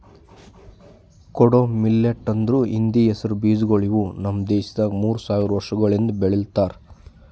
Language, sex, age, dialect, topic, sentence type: Kannada, male, 25-30, Northeastern, agriculture, statement